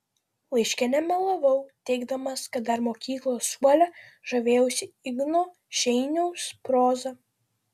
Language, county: Lithuanian, Vilnius